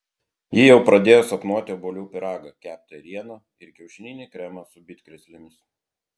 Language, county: Lithuanian, Klaipėda